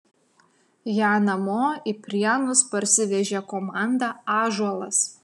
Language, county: Lithuanian, Utena